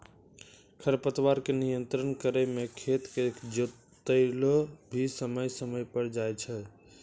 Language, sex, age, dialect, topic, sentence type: Maithili, male, 18-24, Angika, agriculture, statement